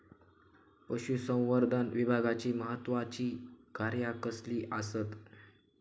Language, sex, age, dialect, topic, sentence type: Marathi, male, 18-24, Southern Konkan, agriculture, question